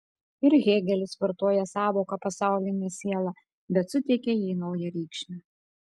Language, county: Lithuanian, Kaunas